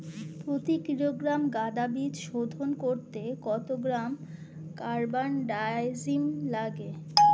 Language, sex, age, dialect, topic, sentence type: Bengali, female, 41-45, Standard Colloquial, agriculture, question